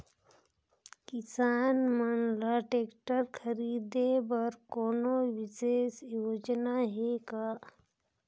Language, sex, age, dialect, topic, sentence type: Chhattisgarhi, female, 31-35, Northern/Bhandar, agriculture, statement